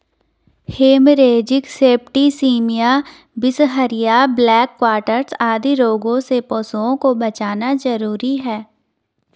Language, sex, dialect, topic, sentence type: Hindi, female, Garhwali, agriculture, statement